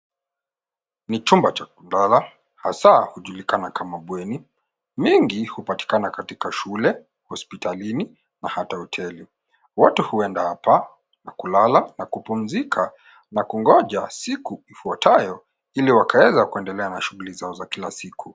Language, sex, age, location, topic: Swahili, male, 18-24, Nairobi, education